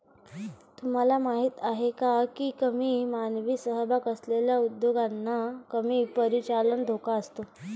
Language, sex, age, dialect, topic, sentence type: Marathi, female, 18-24, Varhadi, banking, statement